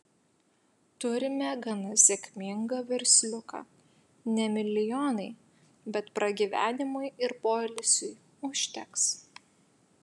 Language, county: Lithuanian, Utena